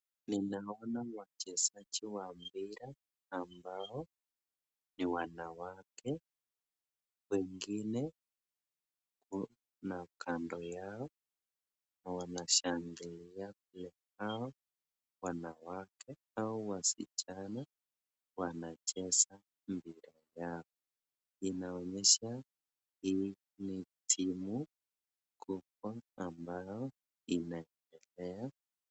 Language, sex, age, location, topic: Swahili, male, 25-35, Nakuru, government